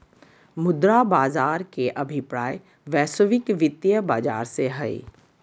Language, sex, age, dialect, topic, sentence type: Magahi, female, 51-55, Southern, banking, statement